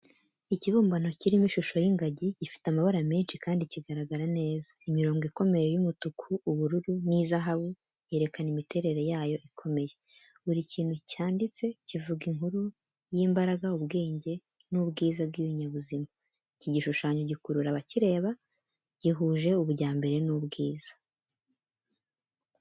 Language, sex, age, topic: Kinyarwanda, female, 18-24, education